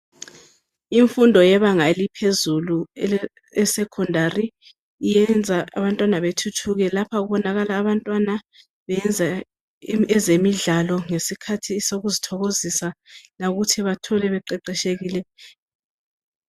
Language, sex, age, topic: North Ndebele, female, 25-35, education